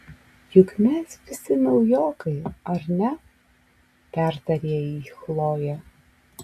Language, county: Lithuanian, Alytus